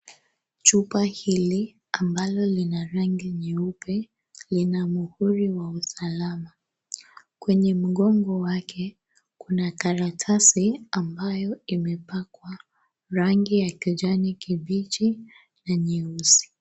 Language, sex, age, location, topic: Swahili, female, 25-35, Kisii, health